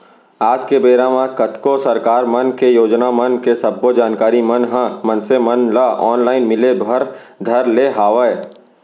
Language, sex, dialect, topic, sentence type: Chhattisgarhi, male, Central, banking, statement